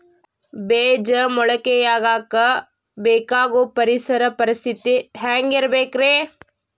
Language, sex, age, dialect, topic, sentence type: Kannada, female, 18-24, Dharwad Kannada, agriculture, question